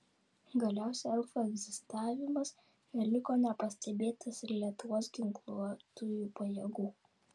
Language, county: Lithuanian, Vilnius